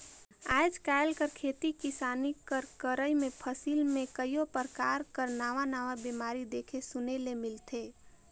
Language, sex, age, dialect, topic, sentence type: Chhattisgarhi, female, 25-30, Northern/Bhandar, agriculture, statement